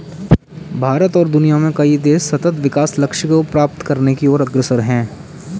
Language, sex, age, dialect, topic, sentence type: Hindi, male, 18-24, Kanauji Braj Bhasha, agriculture, statement